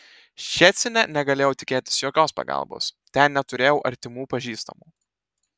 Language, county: Lithuanian, Telšiai